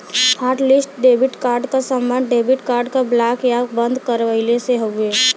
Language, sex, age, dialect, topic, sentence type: Bhojpuri, male, 18-24, Western, banking, statement